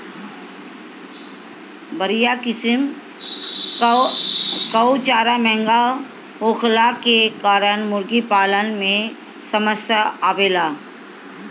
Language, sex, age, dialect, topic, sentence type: Bhojpuri, female, 51-55, Northern, agriculture, statement